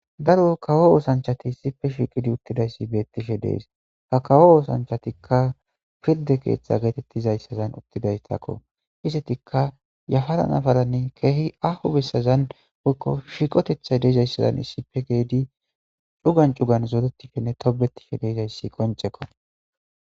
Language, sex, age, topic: Gamo, male, 18-24, government